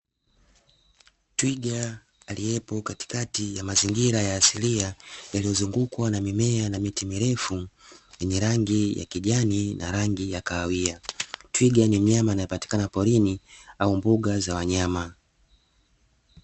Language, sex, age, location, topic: Swahili, male, 25-35, Dar es Salaam, agriculture